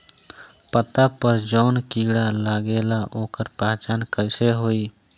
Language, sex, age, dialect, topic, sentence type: Bhojpuri, male, 18-24, Southern / Standard, agriculture, question